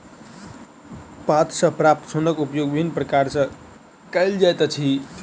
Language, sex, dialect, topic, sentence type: Maithili, male, Southern/Standard, agriculture, statement